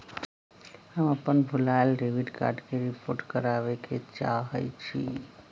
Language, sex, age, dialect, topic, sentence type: Magahi, female, 60-100, Western, banking, statement